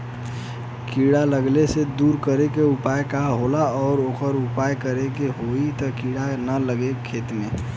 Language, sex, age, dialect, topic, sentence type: Bhojpuri, male, 18-24, Western, agriculture, question